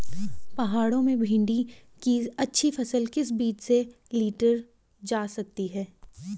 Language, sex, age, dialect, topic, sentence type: Hindi, female, 25-30, Garhwali, agriculture, question